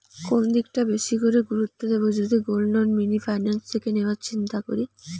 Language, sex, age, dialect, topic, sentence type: Bengali, female, 18-24, Rajbangshi, banking, question